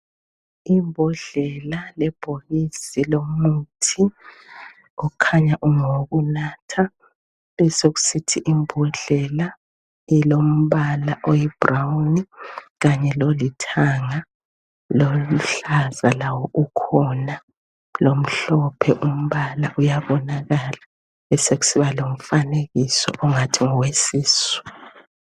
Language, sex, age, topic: North Ndebele, female, 50+, health